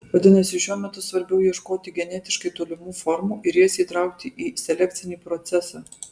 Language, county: Lithuanian, Alytus